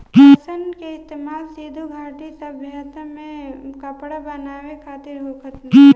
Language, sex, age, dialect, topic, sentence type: Bhojpuri, female, 18-24, Southern / Standard, agriculture, statement